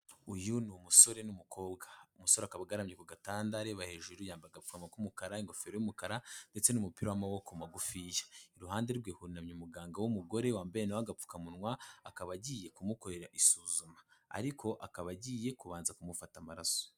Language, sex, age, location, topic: Kinyarwanda, male, 18-24, Kigali, health